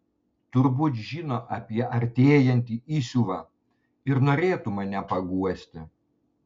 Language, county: Lithuanian, Panevėžys